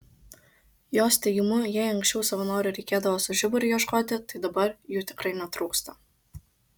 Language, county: Lithuanian, Kaunas